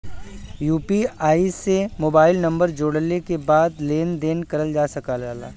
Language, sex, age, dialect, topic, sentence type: Bhojpuri, male, 25-30, Western, banking, statement